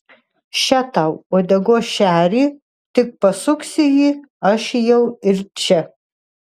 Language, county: Lithuanian, Tauragė